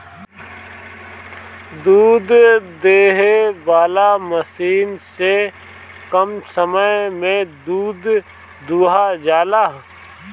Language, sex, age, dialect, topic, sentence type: Bhojpuri, male, 25-30, Northern, agriculture, statement